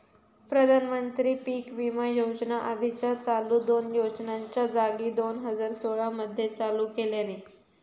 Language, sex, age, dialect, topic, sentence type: Marathi, female, 41-45, Southern Konkan, agriculture, statement